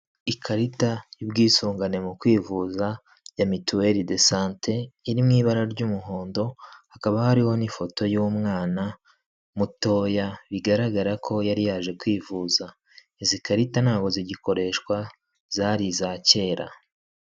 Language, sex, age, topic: Kinyarwanda, male, 25-35, finance